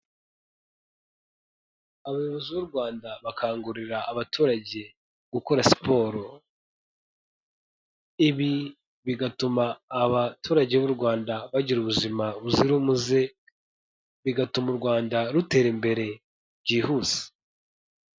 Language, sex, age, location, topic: Kinyarwanda, male, 18-24, Kigali, health